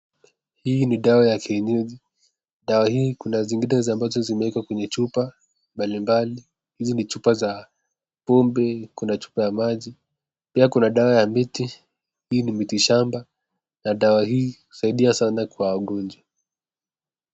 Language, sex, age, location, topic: Swahili, male, 18-24, Nakuru, health